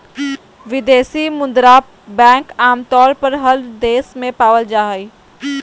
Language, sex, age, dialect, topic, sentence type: Magahi, female, 46-50, Southern, banking, statement